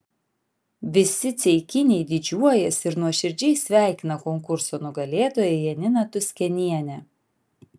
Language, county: Lithuanian, Vilnius